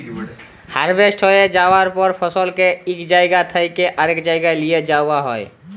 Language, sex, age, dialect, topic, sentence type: Bengali, male, 18-24, Jharkhandi, agriculture, statement